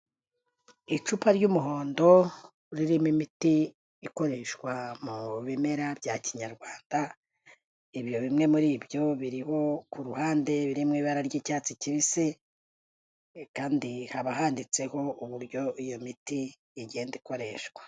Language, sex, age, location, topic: Kinyarwanda, female, 36-49, Kigali, health